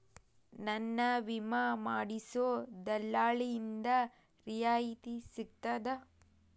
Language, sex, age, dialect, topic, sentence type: Kannada, female, 31-35, Dharwad Kannada, banking, question